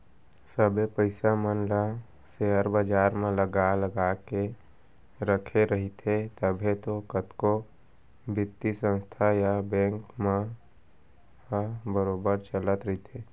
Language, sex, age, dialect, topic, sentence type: Chhattisgarhi, male, 25-30, Central, banking, statement